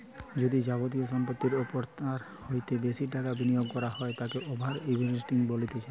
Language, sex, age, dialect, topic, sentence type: Bengali, male, 18-24, Western, banking, statement